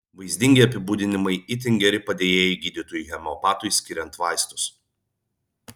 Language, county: Lithuanian, Vilnius